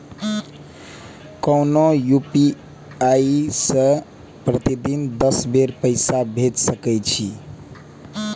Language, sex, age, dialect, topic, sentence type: Maithili, male, 18-24, Eastern / Thethi, banking, statement